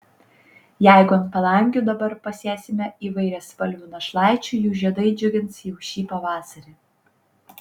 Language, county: Lithuanian, Panevėžys